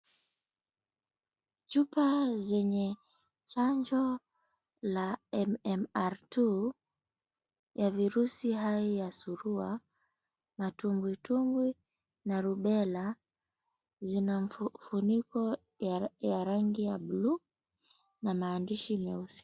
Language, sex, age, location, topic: Swahili, female, 25-35, Mombasa, health